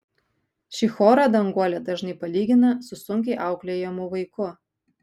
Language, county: Lithuanian, Kaunas